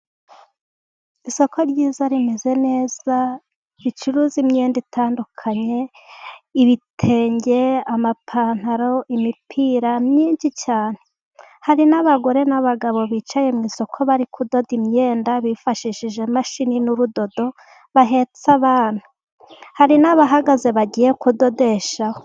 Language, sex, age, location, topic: Kinyarwanda, female, 18-24, Gakenke, finance